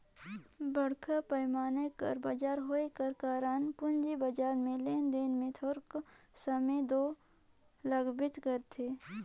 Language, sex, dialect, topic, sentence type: Chhattisgarhi, female, Northern/Bhandar, banking, statement